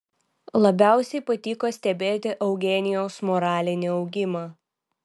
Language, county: Lithuanian, Vilnius